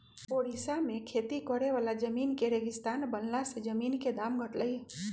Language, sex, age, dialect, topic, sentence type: Magahi, male, 18-24, Western, agriculture, statement